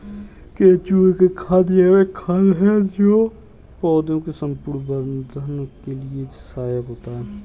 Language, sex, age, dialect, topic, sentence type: Hindi, male, 31-35, Kanauji Braj Bhasha, agriculture, statement